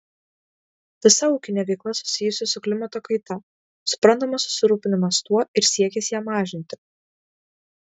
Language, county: Lithuanian, Kaunas